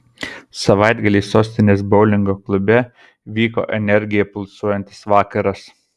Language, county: Lithuanian, Kaunas